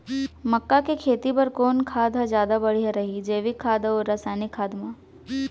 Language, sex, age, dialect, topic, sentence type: Chhattisgarhi, female, 18-24, Central, agriculture, question